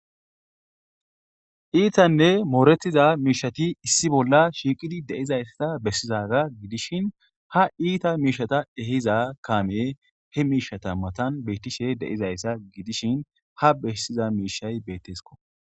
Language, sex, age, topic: Gamo, male, 18-24, government